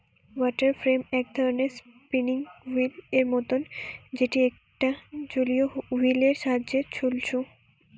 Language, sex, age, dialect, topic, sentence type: Bengali, female, 18-24, Western, agriculture, statement